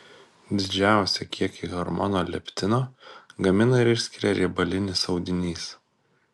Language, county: Lithuanian, Kaunas